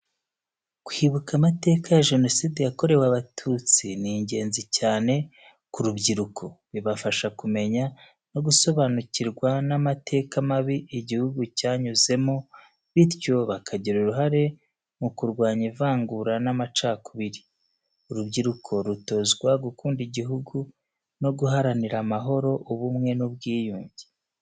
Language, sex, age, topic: Kinyarwanda, male, 36-49, education